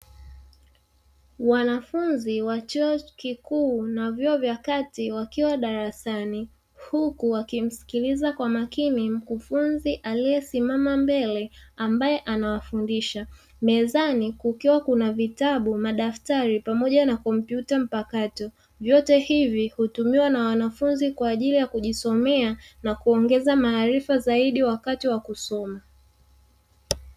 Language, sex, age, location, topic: Swahili, male, 25-35, Dar es Salaam, education